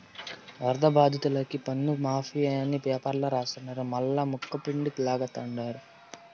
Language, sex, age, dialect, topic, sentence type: Telugu, male, 18-24, Southern, banking, statement